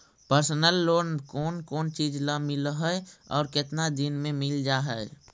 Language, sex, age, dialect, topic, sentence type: Magahi, male, 56-60, Central/Standard, banking, question